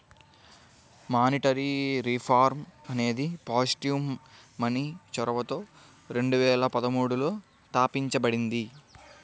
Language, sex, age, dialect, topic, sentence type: Telugu, female, 31-35, Central/Coastal, banking, statement